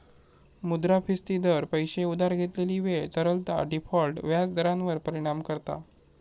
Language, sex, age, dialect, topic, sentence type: Marathi, male, 18-24, Southern Konkan, banking, statement